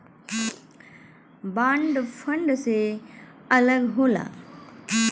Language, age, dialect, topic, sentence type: Bhojpuri, 31-35, Western, banking, statement